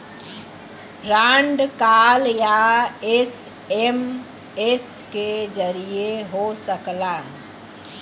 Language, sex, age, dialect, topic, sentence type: Bhojpuri, female, 18-24, Western, banking, statement